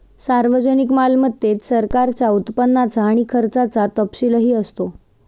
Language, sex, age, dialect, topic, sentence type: Marathi, female, 18-24, Standard Marathi, banking, statement